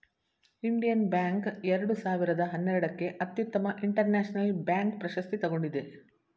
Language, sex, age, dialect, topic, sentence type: Kannada, female, 56-60, Mysore Kannada, banking, statement